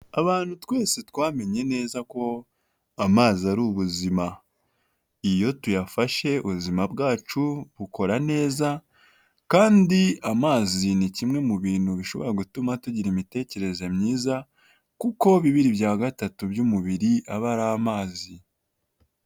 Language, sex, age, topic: Kinyarwanda, male, 18-24, health